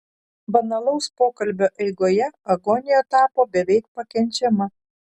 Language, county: Lithuanian, Šiauliai